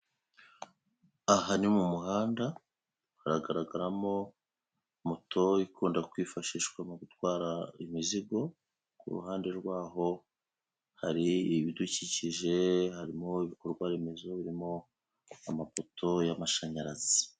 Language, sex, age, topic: Kinyarwanda, male, 36-49, government